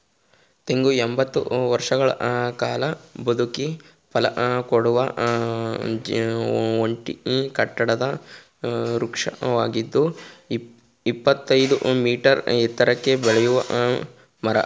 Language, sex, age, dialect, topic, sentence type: Kannada, male, 36-40, Mysore Kannada, agriculture, statement